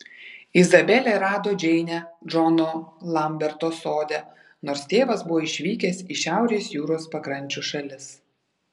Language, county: Lithuanian, Vilnius